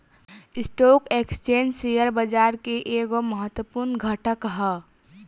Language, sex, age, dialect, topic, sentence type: Bhojpuri, female, 18-24, Southern / Standard, banking, statement